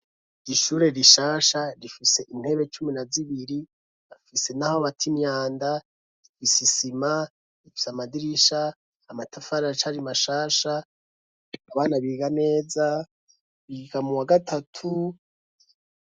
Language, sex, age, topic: Rundi, male, 25-35, education